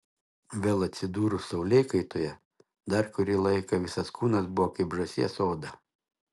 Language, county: Lithuanian, Šiauliai